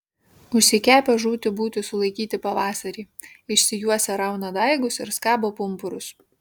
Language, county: Lithuanian, Kaunas